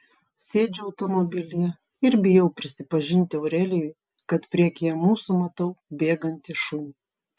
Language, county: Lithuanian, Vilnius